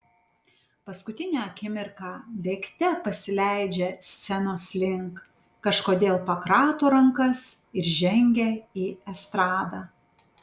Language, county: Lithuanian, Panevėžys